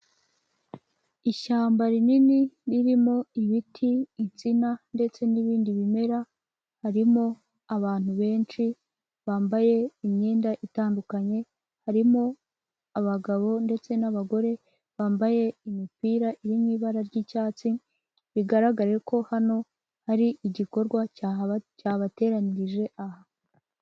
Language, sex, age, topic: Kinyarwanda, female, 18-24, government